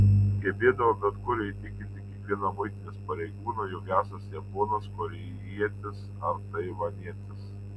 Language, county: Lithuanian, Tauragė